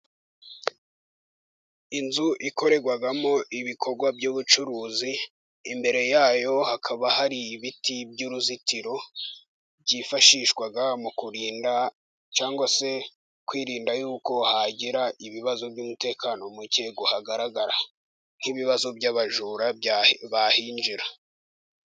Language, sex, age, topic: Kinyarwanda, male, 18-24, finance